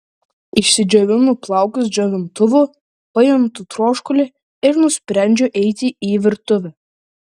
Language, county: Lithuanian, Klaipėda